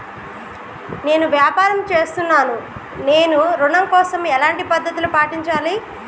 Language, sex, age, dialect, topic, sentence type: Telugu, female, 36-40, Telangana, banking, question